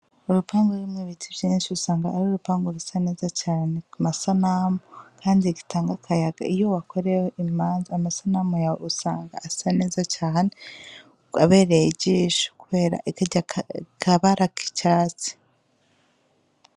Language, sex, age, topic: Rundi, female, 25-35, education